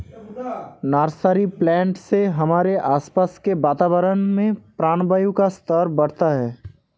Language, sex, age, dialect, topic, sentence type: Hindi, male, 18-24, Hindustani Malvi Khadi Boli, agriculture, statement